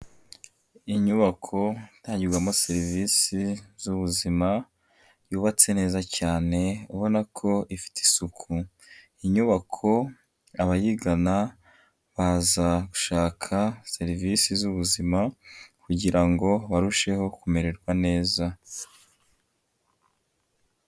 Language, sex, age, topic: Kinyarwanda, male, 25-35, health